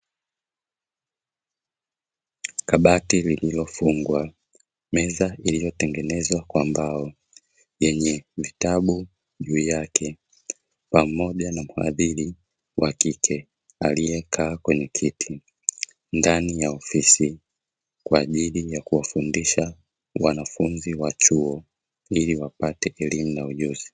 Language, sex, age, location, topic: Swahili, male, 25-35, Dar es Salaam, education